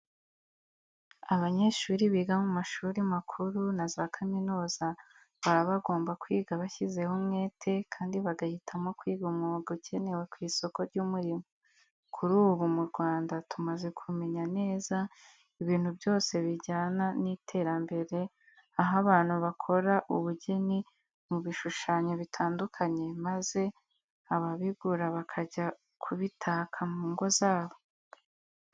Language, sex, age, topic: Kinyarwanda, female, 18-24, education